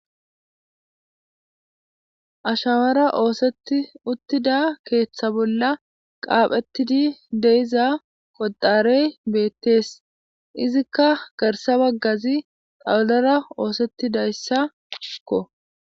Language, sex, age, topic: Gamo, female, 18-24, government